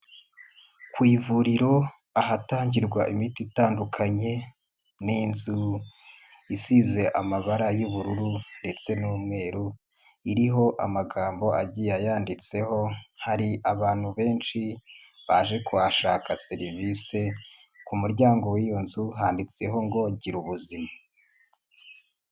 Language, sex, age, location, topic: Kinyarwanda, male, 25-35, Nyagatare, health